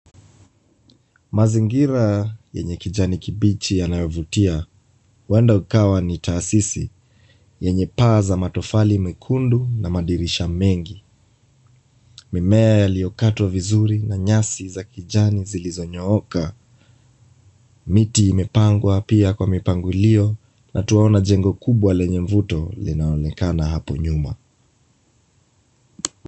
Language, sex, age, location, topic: Swahili, male, 25-35, Kisumu, education